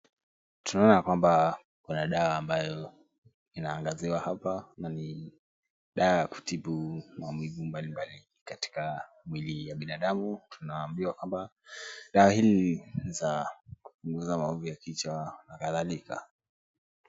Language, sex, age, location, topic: Swahili, male, 18-24, Kisumu, health